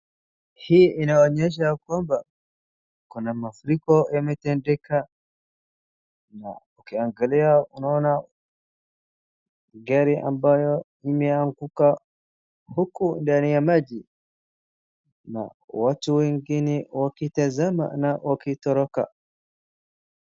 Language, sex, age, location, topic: Swahili, male, 18-24, Wajir, health